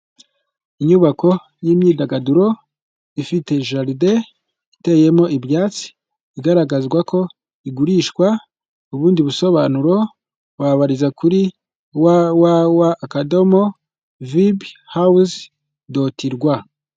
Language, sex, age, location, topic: Kinyarwanda, male, 25-35, Kigali, finance